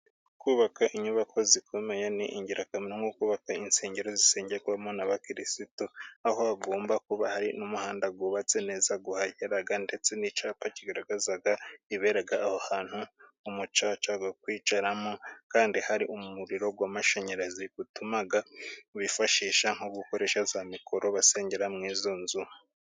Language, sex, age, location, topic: Kinyarwanda, male, 25-35, Musanze, government